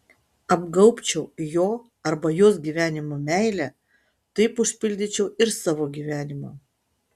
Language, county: Lithuanian, Utena